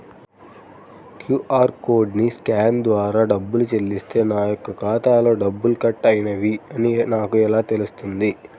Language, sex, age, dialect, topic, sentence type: Telugu, male, 25-30, Central/Coastal, banking, question